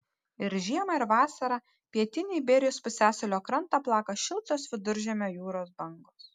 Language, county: Lithuanian, Panevėžys